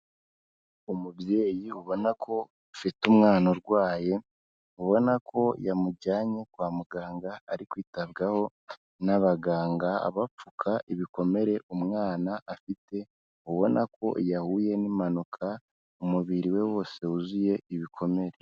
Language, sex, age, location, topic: Kinyarwanda, female, 25-35, Kigali, health